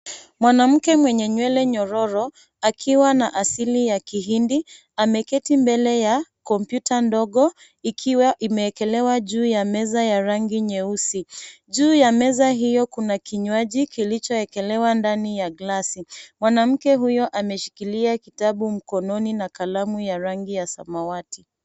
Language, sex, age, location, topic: Swahili, female, 25-35, Nairobi, education